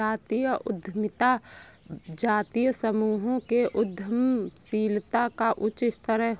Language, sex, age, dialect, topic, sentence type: Hindi, female, 25-30, Awadhi Bundeli, banking, statement